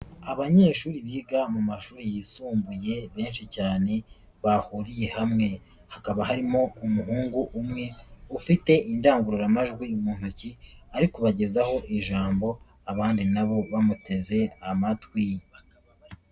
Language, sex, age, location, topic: Kinyarwanda, female, 18-24, Nyagatare, education